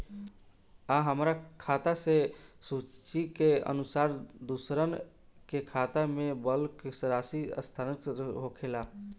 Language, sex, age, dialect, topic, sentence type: Bhojpuri, male, 25-30, Southern / Standard, banking, question